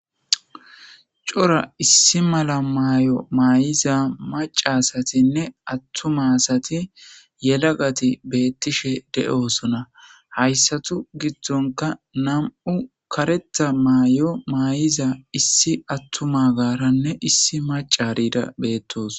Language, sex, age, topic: Gamo, male, 25-35, government